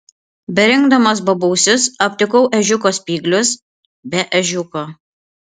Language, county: Lithuanian, Panevėžys